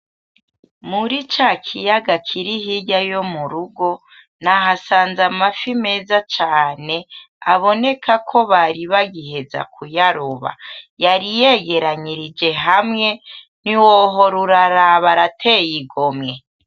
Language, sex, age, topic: Rundi, female, 25-35, agriculture